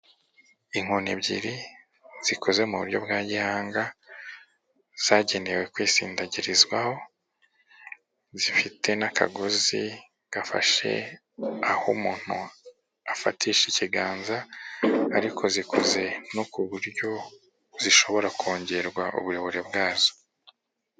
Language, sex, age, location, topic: Kinyarwanda, male, 36-49, Kigali, health